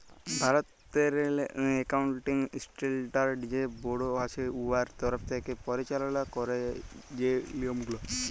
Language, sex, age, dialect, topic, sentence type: Bengali, male, 18-24, Jharkhandi, banking, statement